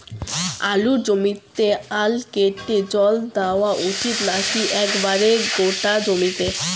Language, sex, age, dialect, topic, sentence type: Bengali, female, <18, Rajbangshi, agriculture, question